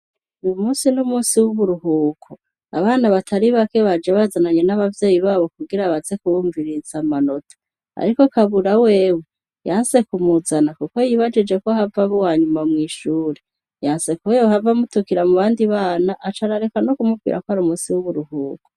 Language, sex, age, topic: Rundi, female, 36-49, education